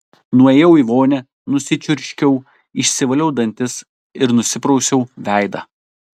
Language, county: Lithuanian, Telšiai